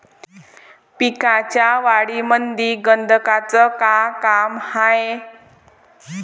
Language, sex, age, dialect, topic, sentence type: Marathi, female, 18-24, Varhadi, agriculture, question